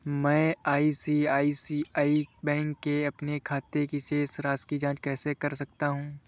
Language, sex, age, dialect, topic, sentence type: Hindi, male, 25-30, Awadhi Bundeli, banking, question